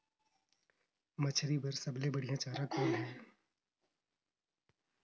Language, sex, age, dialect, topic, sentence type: Chhattisgarhi, male, 18-24, Northern/Bhandar, agriculture, question